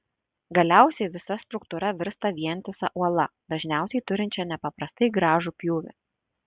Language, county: Lithuanian, Šiauliai